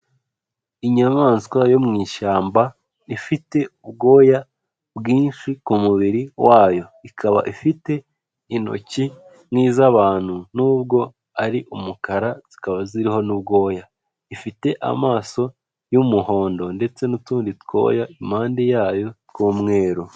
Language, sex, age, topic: Kinyarwanda, male, 25-35, agriculture